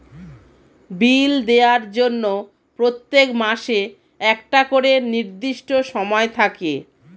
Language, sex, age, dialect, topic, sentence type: Bengali, female, 36-40, Standard Colloquial, banking, statement